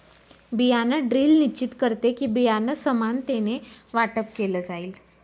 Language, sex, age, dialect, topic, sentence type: Marathi, female, 25-30, Northern Konkan, agriculture, statement